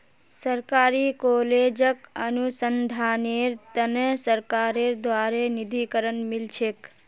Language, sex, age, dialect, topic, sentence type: Magahi, female, 18-24, Northeastern/Surjapuri, banking, statement